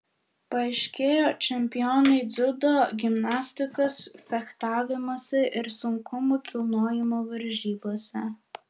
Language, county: Lithuanian, Vilnius